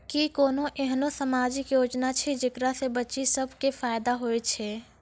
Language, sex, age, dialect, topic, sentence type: Maithili, female, 25-30, Angika, banking, statement